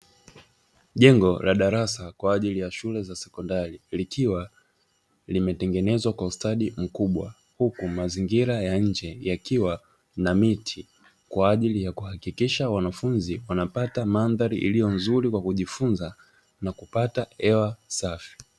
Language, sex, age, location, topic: Swahili, male, 25-35, Dar es Salaam, education